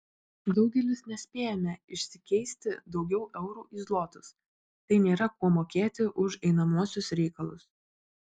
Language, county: Lithuanian, Vilnius